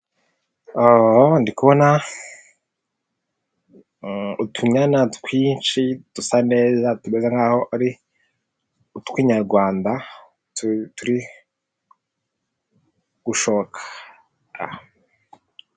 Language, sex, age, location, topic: Kinyarwanda, male, 18-24, Nyagatare, agriculture